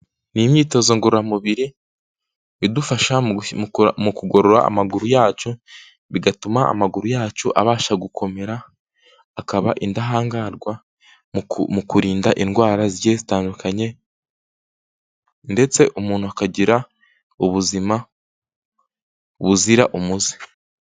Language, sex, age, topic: Kinyarwanda, male, 18-24, health